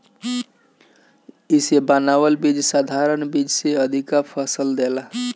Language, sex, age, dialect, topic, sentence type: Bhojpuri, male, 25-30, Northern, agriculture, statement